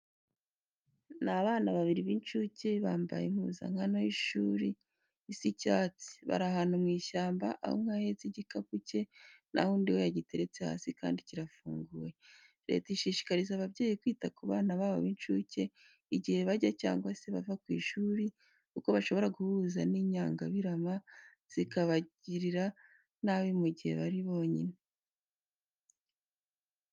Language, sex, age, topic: Kinyarwanda, female, 25-35, education